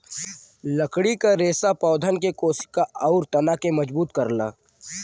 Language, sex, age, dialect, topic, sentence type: Bhojpuri, male, <18, Western, agriculture, statement